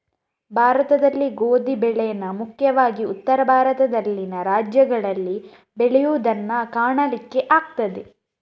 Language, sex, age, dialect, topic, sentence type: Kannada, female, 31-35, Coastal/Dakshin, agriculture, statement